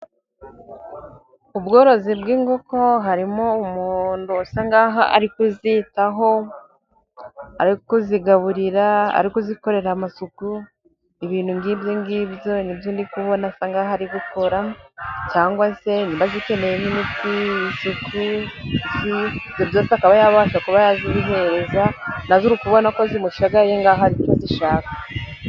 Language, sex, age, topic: Kinyarwanda, female, 25-35, agriculture